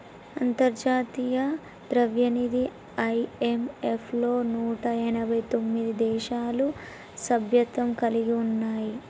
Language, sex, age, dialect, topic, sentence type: Telugu, female, 18-24, Telangana, banking, statement